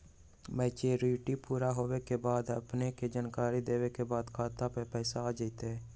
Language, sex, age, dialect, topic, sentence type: Magahi, male, 18-24, Western, banking, question